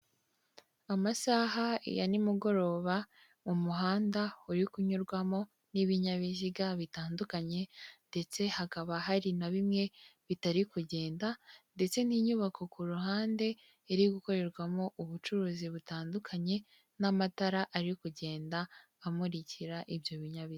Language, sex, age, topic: Kinyarwanda, female, 25-35, finance